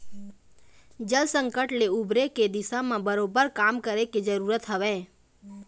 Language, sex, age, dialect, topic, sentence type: Chhattisgarhi, female, 18-24, Eastern, agriculture, statement